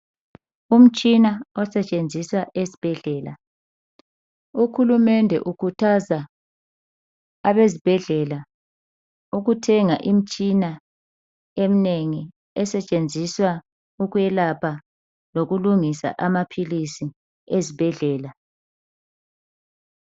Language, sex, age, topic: North Ndebele, female, 36-49, health